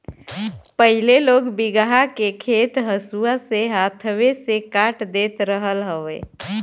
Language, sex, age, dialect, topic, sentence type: Bhojpuri, female, 25-30, Western, agriculture, statement